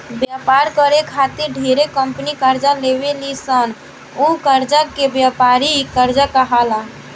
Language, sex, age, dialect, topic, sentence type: Bhojpuri, female, <18, Southern / Standard, banking, statement